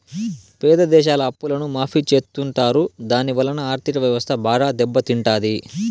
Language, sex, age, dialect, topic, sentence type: Telugu, male, 18-24, Southern, banking, statement